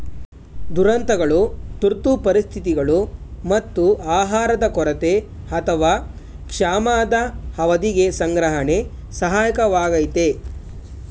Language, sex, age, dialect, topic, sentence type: Kannada, male, 18-24, Mysore Kannada, agriculture, statement